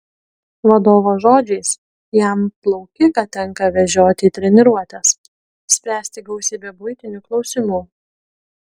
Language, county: Lithuanian, Kaunas